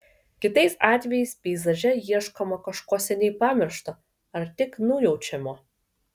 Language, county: Lithuanian, Vilnius